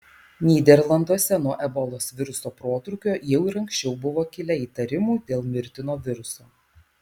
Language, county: Lithuanian, Alytus